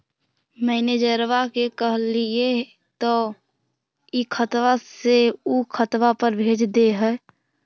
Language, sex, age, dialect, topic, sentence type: Magahi, female, 51-55, Central/Standard, banking, question